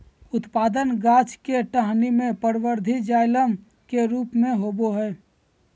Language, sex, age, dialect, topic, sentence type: Magahi, male, 18-24, Southern, agriculture, statement